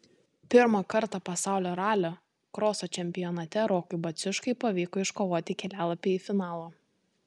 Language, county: Lithuanian, Tauragė